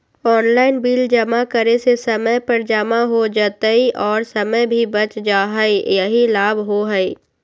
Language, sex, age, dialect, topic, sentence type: Magahi, female, 18-24, Western, banking, question